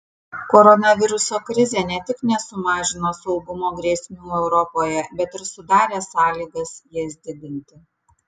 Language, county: Lithuanian, Kaunas